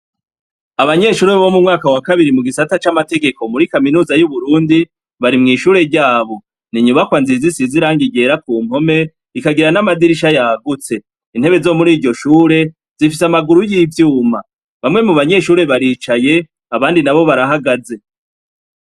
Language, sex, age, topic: Rundi, male, 36-49, education